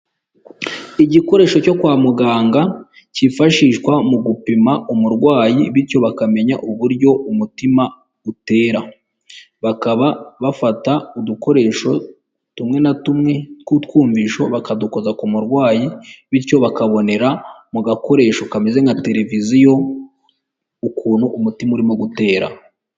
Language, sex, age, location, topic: Kinyarwanda, female, 18-24, Huye, health